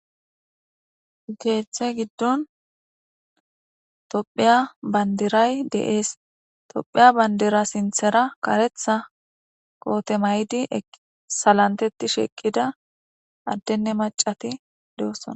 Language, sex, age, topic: Gamo, female, 18-24, government